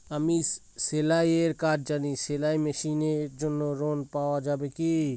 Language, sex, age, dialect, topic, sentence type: Bengali, male, 25-30, Northern/Varendri, banking, question